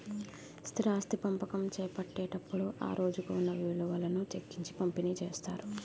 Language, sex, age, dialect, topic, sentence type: Telugu, female, 25-30, Utterandhra, banking, statement